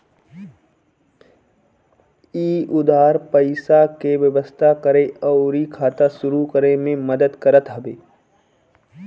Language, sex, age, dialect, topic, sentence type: Bhojpuri, male, 18-24, Northern, banking, statement